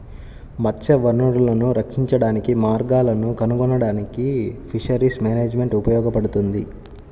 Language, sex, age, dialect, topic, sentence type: Telugu, male, 25-30, Central/Coastal, agriculture, statement